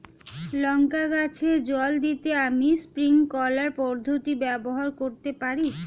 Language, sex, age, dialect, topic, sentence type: Bengali, female, <18, Standard Colloquial, agriculture, question